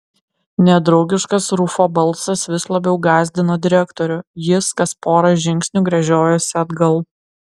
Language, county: Lithuanian, Klaipėda